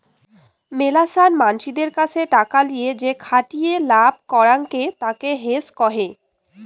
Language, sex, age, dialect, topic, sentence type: Bengali, female, 18-24, Rajbangshi, banking, statement